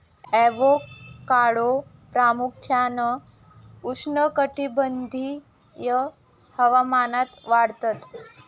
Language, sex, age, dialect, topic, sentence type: Marathi, female, 18-24, Southern Konkan, agriculture, statement